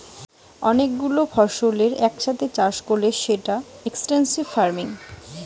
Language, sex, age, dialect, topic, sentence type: Bengali, female, 25-30, Western, agriculture, statement